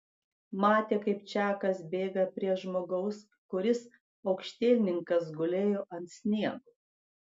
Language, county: Lithuanian, Klaipėda